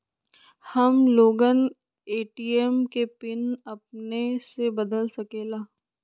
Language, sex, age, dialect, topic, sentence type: Magahi, female, 25-30, Western, banking, question